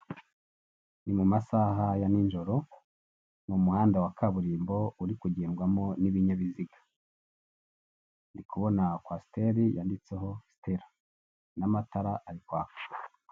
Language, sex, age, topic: Kinyarwanda, male, 50+, government